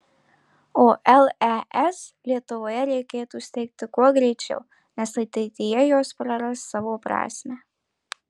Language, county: Lithuanian, Marijampolė